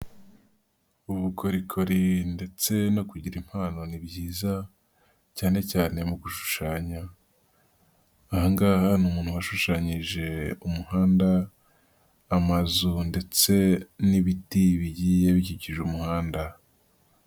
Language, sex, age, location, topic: Kinyarwanda, female, 50+, Nyagatare, education